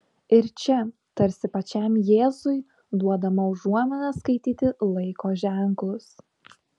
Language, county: Lithuanian, Šiauliai